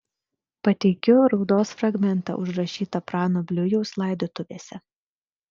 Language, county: Lithuanian, Vilnius